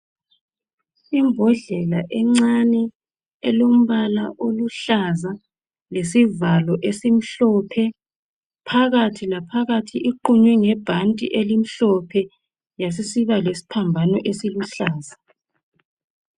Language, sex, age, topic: North Ndebele, female, 36-49, health